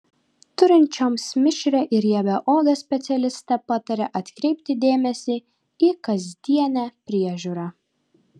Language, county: Lithuanian, Kaunas